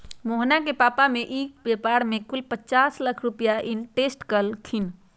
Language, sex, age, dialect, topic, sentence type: Magahi, female, 46-50, Western, banking, statement